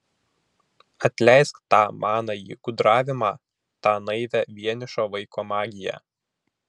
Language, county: Lithuanian, Vilnius